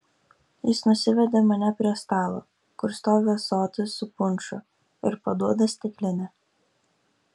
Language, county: Lithuanian, Kaunas